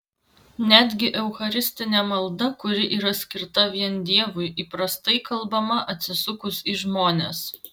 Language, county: Lithuanian, Vilnius